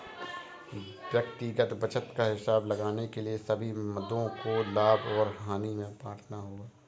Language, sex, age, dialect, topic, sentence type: Hindi, male, 18-24, Awadhi Bundeli, banking, statement